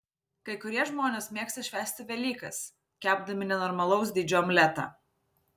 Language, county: Lithuanian, Vilnius